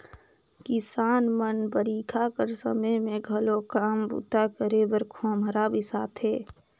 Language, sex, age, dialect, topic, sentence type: Chhattisgarhi, female, 18-24, Northern/Bhandar, agriculture, statement